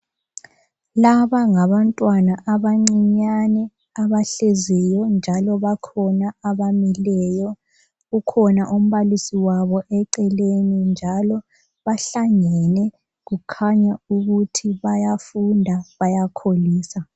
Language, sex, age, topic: North Ndebele, female, 18-24, health